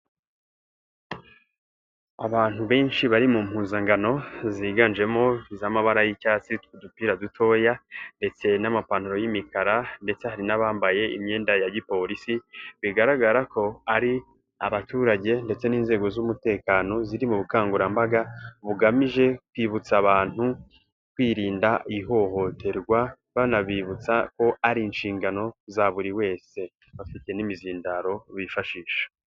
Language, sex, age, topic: Kinyarwanda, male, 18-24, health